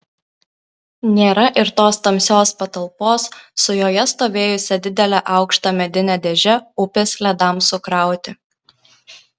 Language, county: Lithuanian, Kaunas